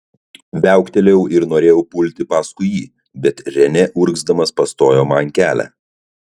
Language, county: Lithuanian, Kaunas